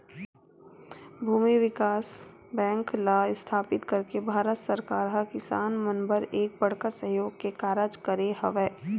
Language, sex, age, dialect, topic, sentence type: Chhattisgarhi, female, 18-24, Western/Budati/Khatahi, banking, statement